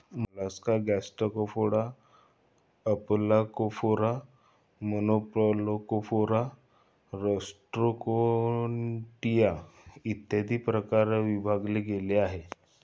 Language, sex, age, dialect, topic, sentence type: Marathi, male, 25-30, Standard Marathi, agriculture, statement